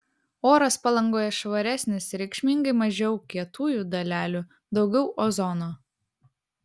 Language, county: Lithuanian, Vilnius